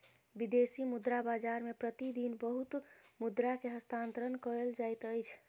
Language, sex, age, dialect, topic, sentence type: Maithili, female, 25-30, Southern/Standard, banking, statement